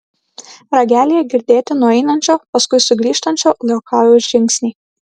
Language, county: Lithuanian, Klaipėda